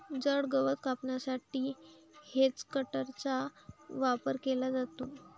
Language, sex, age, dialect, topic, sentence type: Marathi, female, 18-24, Varhadi, agriculture, statement